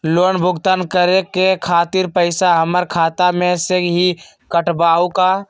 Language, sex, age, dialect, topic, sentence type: Magahi, male, 18-24, Western, banking, question